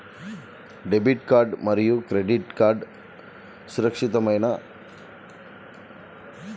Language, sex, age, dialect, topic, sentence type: Telugu, male, 36-40, Central/Coastal, banking, question